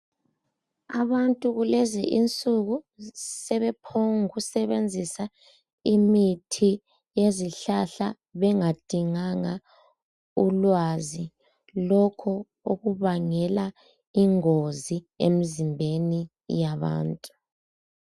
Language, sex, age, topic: North Ndebele, female, 18-24, health